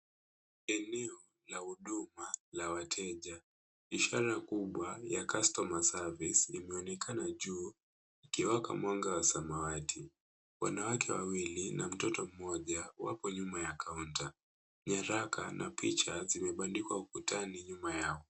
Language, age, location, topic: Swahili, 18-24, Nairobi, finance